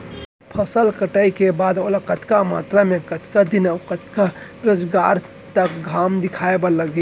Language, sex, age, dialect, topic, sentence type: Chhattisgarhi, male, 25-30, Central, agriculture, question